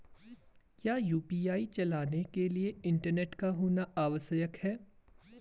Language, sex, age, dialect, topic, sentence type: Hindi, male, 18-24, Garhwali, banking, question